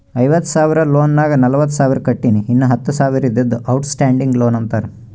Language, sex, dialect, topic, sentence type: Kannada, male, Northeastern, banking, statement